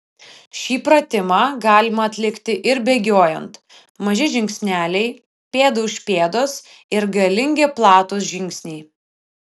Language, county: Lithuanian, Vilnius